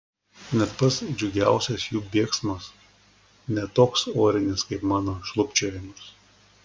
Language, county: Lithuanian, Klaipėda